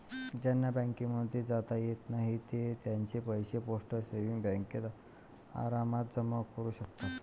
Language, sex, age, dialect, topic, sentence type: Marathi, male, 25-30, Varhadi, banking, statement